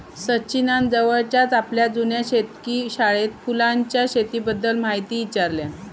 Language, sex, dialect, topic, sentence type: Marathi, female, Southern Konkan, agriculture, statement